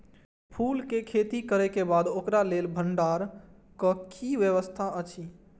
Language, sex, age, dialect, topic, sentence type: Maithili, male, 18-24, Eastern / Thethi, agriculture, question